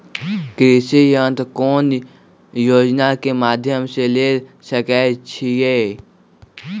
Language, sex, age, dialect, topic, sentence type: Magahi, male, 18-24, Western, agriculture, question